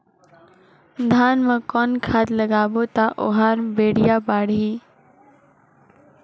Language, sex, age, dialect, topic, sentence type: Chhattisgarhi, female, 56-60, Northern/Bhandar, agriculture, question